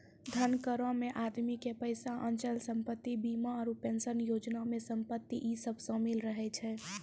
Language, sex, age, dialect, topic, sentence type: Maithili, female, 18-24, Angika, banking, statement